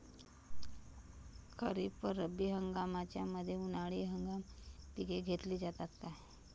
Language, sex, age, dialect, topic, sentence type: Marathi, female, 25-30, Standard Marathi, agriculture, question